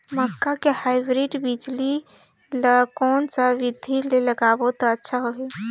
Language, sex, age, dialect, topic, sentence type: Chhattisgarhi, female, 18-24, Northern/Bhandar, agriculture, question